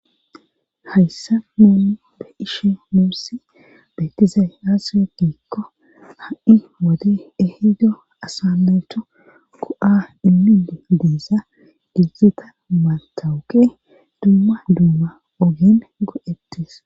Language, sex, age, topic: Gamo, female, 18-24, government